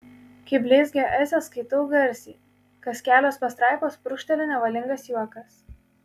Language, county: Lithuanian, Kaunas